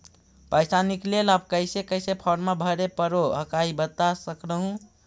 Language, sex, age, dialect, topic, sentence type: Magahi, male, 25-30, Central/Standard, banking, question